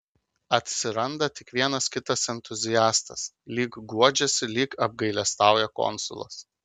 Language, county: Lithuanian, Kaunas